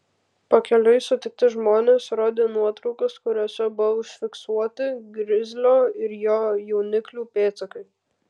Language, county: Lithuanian, Kaunas